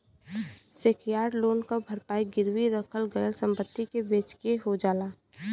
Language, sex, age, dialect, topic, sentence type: Bhojpuri, female, 18-24, Western, banking, statement